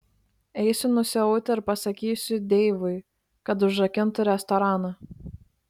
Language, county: Lithuanian, Klaipėda